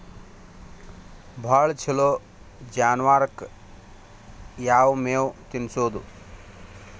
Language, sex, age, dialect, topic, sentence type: Kannada, male, 41-45, Dharwad Kannada, agriculture, question